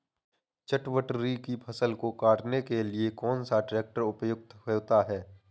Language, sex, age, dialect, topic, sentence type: Hindi, male, 18-24, Awadhi Bundeli, agriculture, question